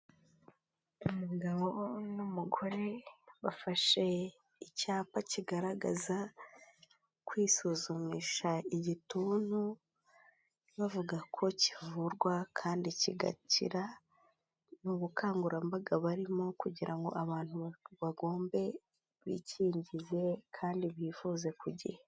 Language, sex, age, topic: Kinyarwanda, female, 18-24, health